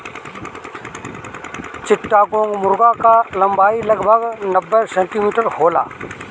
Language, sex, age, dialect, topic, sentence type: Bhojpuri, male, 36-40, Northern, agriculture, statement